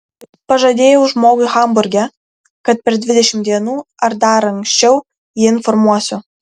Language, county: Lithuanian, Kaunas